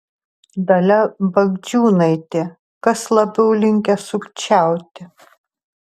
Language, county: Lithuanian, Tauragė